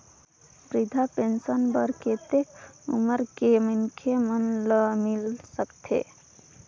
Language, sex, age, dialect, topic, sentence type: Chhattisgarhi, female, 18-24, Northern/Bhandar, banking, question